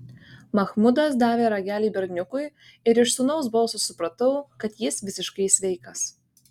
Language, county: Lithuanian, Kaunas